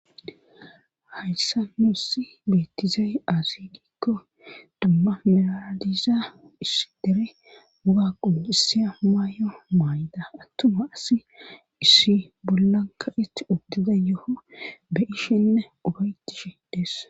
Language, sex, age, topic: Gamo, female, 36-49, government